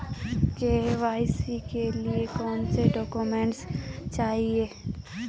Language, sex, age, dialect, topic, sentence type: Hindi, female, 25-30, Garhwali, banking, question